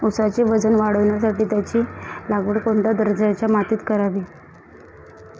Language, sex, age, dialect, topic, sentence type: Marathi, female, 31-35, Northern Konkan, agriculture, question